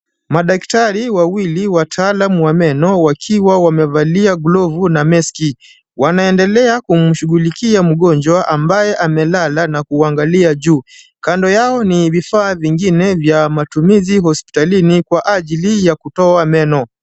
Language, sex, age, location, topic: Swahili, male, 25-35, Kisumu, health